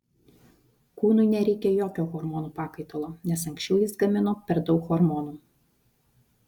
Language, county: Lithuanian, Vilnius